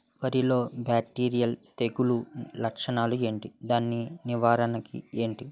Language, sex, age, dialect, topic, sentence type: Telugu, male, 18-24, Utterandhra, agriculture, question